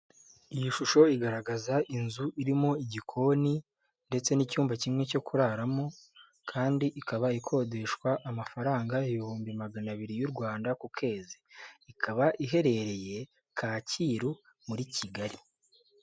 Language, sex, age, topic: Kinyarwanda, male, 18-24, finance